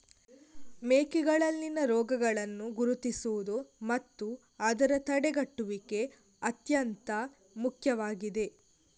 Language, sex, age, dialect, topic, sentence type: Kannada, female, 51-55, Coastal/Dakshin, agriculture, statement